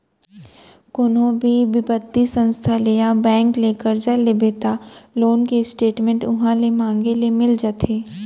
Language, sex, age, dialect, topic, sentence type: Chhattisgarhi, female, 18-24, Central, banking, statement